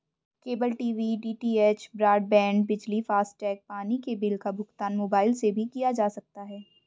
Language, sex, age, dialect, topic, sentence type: Hindi, female, 25-30, Hindustani Malvi Khadi Boli, banking, statement